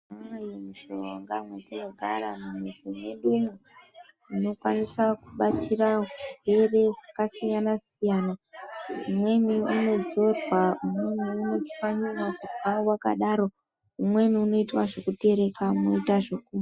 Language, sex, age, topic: Ndau, female, 25-35, health